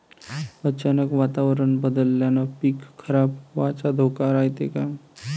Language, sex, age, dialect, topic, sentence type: Marathi, male, 31-35, Varhadi, agriculture, question